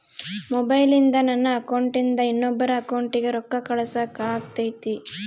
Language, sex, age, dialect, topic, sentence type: Kannada, female, 18-24, Central, banking, question